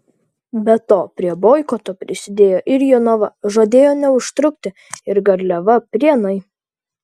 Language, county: Lithuanian, Vilnius